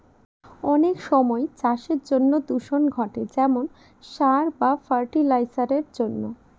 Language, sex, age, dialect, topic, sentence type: Bengali, female, 31-35, Northern/Varendri, agriculture, statement